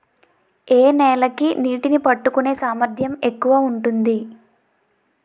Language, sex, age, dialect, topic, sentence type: Telugu, female, 18-24, Utterandhra, agriculture, question